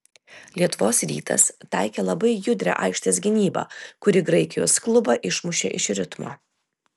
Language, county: Lithuanian, Telšiai